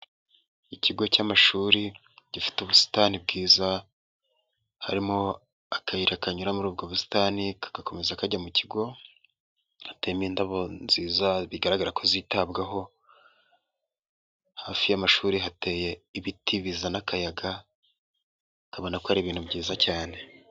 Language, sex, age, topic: Kinyarwanda, male, 18-24, education